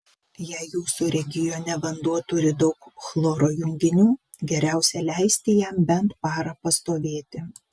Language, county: Lithuanian, Vilnius